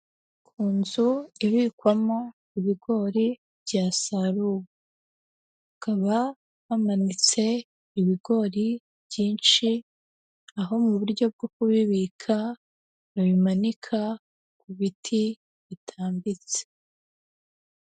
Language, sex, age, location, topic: Kinyarwanda, female, 18-24, Huye, agriculture